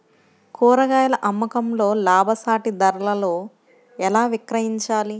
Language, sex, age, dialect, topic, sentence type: Telugu, female, 31-35, Central/Coastal, agriculture, question